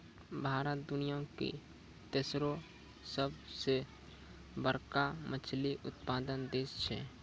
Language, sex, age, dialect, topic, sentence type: Maithili, male, 18-24, Angika, agriculture, statement